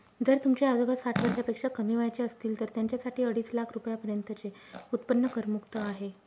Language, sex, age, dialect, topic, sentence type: Marathi, female, 18-24, Northern Konkan, banking, statement